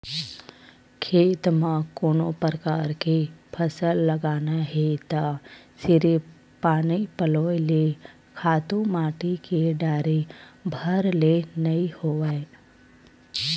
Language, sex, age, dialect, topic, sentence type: Chhattisgarhi, female, 25-30, Western/Budati/Khatahi, agriculture, statement